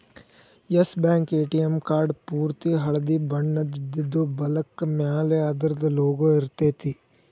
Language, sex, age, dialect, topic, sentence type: Kannada, male, 18-24, Dharwad Kannada, banking, statement